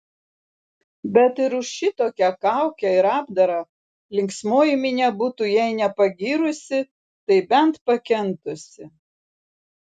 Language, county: Lithuanian, Vilnius